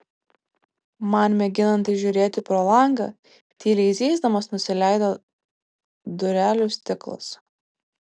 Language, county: Lithuanian, Vilnius